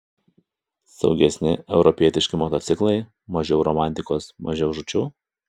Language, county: Lithuanian, Kaunas